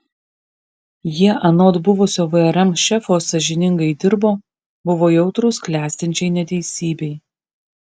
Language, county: Lithuanian, Kaunas